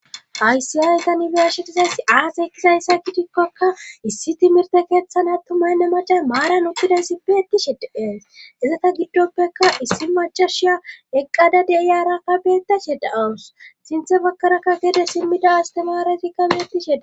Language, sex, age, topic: Gamo, female, 25-35, government